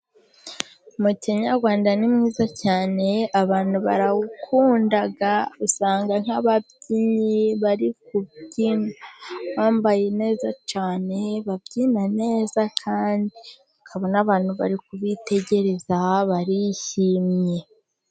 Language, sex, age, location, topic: Kinyarwanda, female, 25-35, Musanze, government